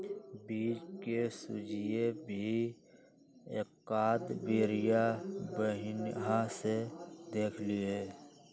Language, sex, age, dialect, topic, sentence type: Magahi, male, 46-50, Western, agriculture, statement